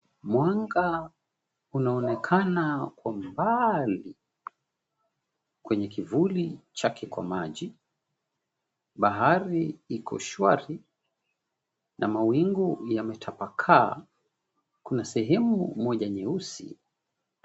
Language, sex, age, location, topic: Swahili, male, 36-49, Mombasa, government